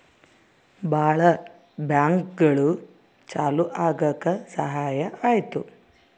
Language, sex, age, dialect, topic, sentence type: Kannada, female, 31-35, Central, banking, statement